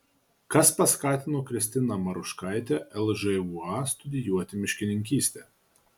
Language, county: Lithuanian, Marijampolė